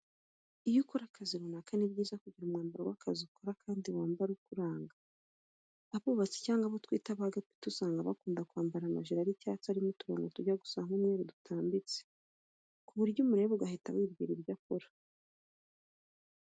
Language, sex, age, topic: Kinyarwanda, female, 25-35, education